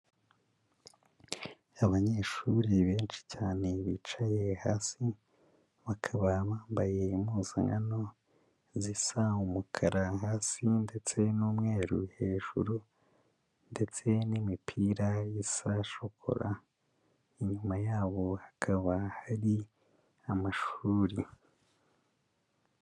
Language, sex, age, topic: Kinyarwanda, male, 25-35, education